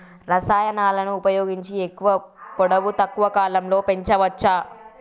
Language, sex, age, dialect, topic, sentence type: Telugu, female, 36-40, Telangana, agriculture, question